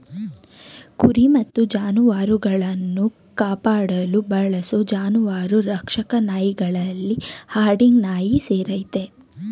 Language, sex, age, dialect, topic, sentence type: Kannada, female, 18-24, Mysore Kannada, agriculture, statement